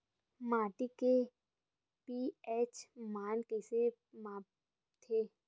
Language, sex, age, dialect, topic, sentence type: Chhattisgarhi, female, 18-24, Western/Budati/Khatahi, agriculture, question